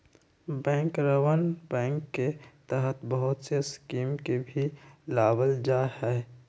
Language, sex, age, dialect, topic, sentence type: Magahi, male, 60-100, Western, banking, statement